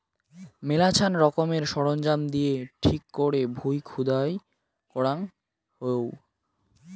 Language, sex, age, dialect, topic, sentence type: Bengali, male, <18, Rajbangshi, agriculture, statement